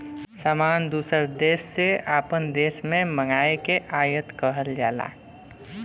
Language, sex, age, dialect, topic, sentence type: Bhojpuri, male, 18-24, Western, banking, statement